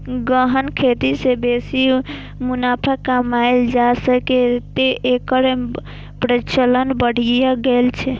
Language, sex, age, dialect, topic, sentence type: Maithili, female, 18-24, Eastern / Thethi, agriculture, statement